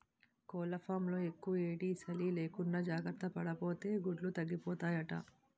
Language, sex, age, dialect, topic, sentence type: Telugu, female, 36-40, Utterandhra, agriculture, statement